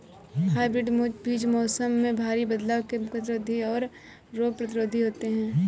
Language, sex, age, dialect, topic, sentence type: Hindi, female, 18-24, Kanauji Braj Bhasha, agriculture, statement